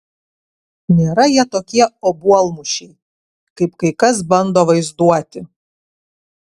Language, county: Lithuanian, Kaunas